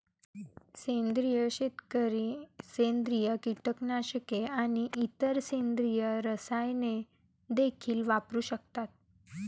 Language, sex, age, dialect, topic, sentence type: Marathi, female, 18-24, Varhadi, agriculture, statement